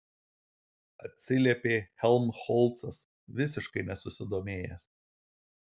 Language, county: Lithuanian, Marijampolė